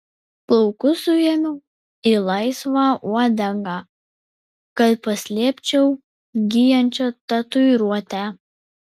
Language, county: Lithuanian, Vilnius